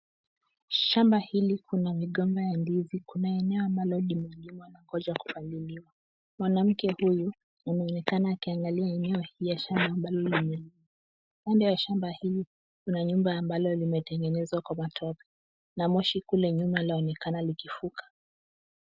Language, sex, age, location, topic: Swahili, female, 18-24, Kisumu, agriculture